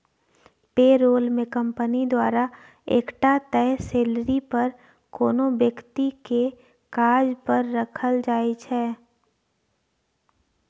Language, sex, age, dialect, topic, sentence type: Maithili, female, 18-24, Bajjika, banking, statement